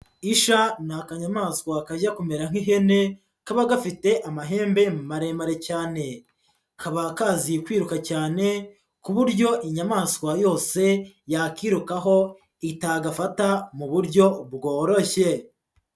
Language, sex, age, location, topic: Kinyarwanda, female, 25-35, Huye, agriculture